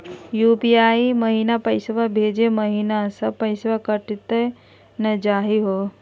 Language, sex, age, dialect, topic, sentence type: Magahi, female, 31-35, Southern, banking, question